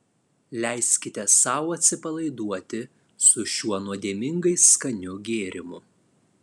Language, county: Lithuanian, Alytus